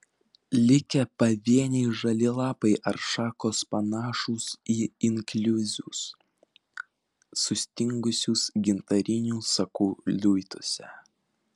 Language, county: Lithuanian, Vilnius